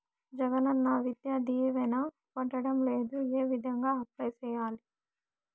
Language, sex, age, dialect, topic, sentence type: Telugu, female, 18-24, Southern, banking, question